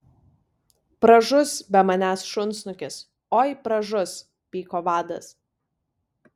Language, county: Lithuanian, Vilnius